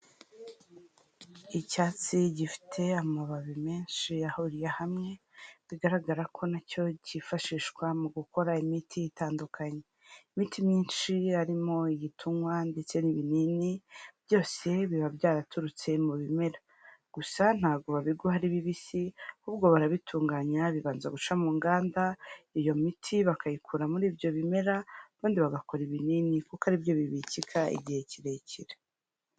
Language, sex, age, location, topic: Kinyarwanda, female, 25-35, Huye, health